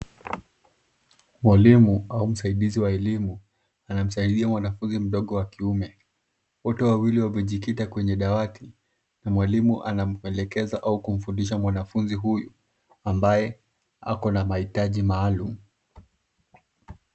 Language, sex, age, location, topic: Swahili, male, 18-24, Nairobi, education